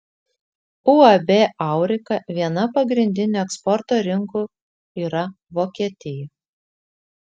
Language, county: Lithuanian, Vilnius